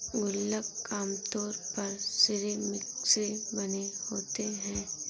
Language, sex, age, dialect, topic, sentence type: Hindi, female, 46-50, Awadhi Bundeli, banking, statement